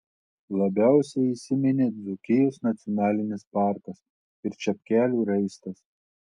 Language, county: Lithuanian, Telšiai